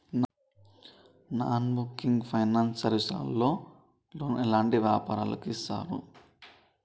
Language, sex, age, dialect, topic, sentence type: Telugu, male, 25-30, Telangana, banking, question